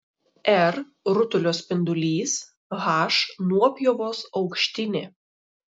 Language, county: Lithuanian, Šiauliai